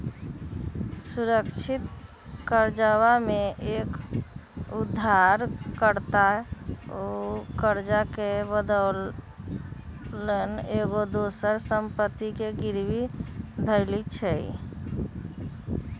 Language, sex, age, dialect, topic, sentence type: Magahi, female, 25-30, Western, banking, statement